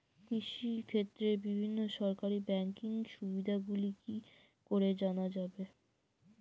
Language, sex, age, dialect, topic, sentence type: Bengali, female, <18, Jharkhandi, agriculture, question